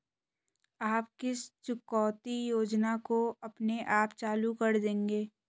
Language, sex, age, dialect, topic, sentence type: Hindi, male, 18-24, Hindustani Malvi Khadi Boli, banking, question